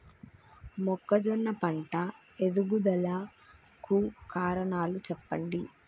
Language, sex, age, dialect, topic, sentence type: Telugu, female, 25-30, Telangana, agriculture, question